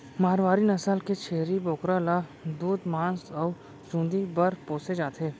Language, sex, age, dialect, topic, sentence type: Chhattisgarhi, male, 41-45, Central, agriculture, statement